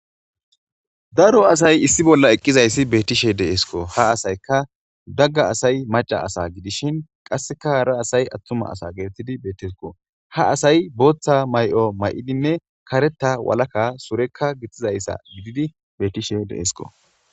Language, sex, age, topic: Gamo, male, 18-24, government